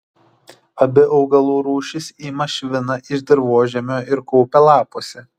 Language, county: Lithuanian, Šiauliai